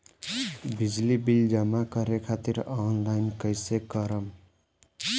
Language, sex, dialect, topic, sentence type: Bhojpuri, male, Southern / Standard, banking, question